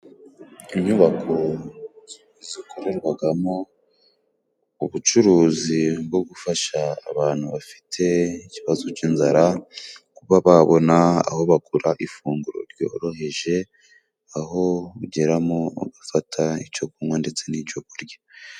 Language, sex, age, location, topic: Kinyarwanda, male, 18-24, Burera, finance